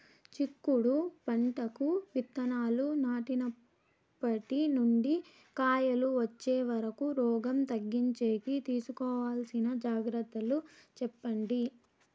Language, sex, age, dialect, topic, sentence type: Telugu, female, 18-24, Southern, agriculture, question